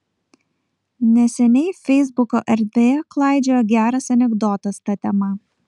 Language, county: Lithuanian, Kaunas